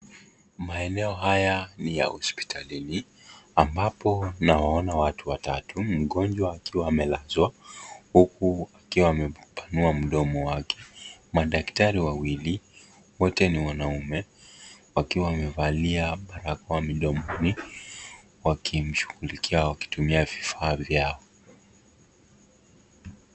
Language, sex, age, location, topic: Swahili, male, 25-35, Kisii, health